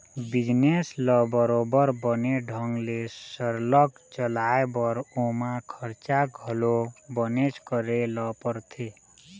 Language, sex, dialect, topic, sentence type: Chhattisgarhi, male, Eastern, banking, statement